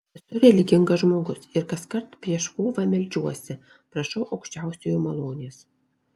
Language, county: Lithuanian, Alytus